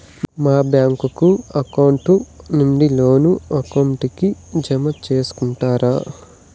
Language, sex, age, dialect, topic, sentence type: Telugu, male, 18-24, Southern, banking, question